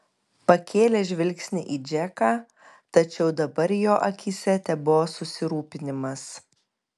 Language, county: Lithuanian, Kaunas